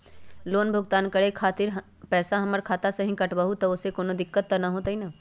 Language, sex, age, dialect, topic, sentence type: Magahi, female, 18-24, Western, banking, question